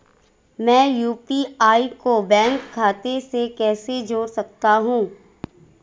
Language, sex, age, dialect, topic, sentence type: Hindi, female, 25-30, Marwari Dhudhari, banking, question